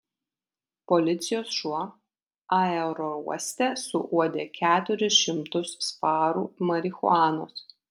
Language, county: Lithuanian, Kaunas